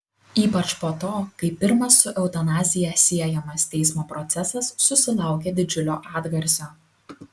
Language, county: Lithuanian, Kaunas